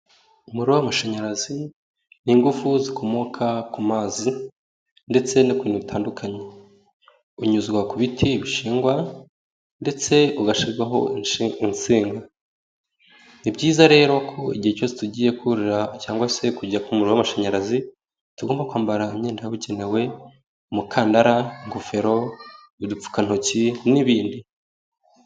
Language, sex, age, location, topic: Kinyarwanda, male, 18-24, Nyagatare, government